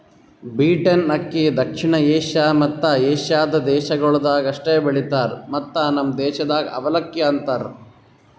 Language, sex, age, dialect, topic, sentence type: Kannada, male, 18-24, Northeastern, agriculture, statement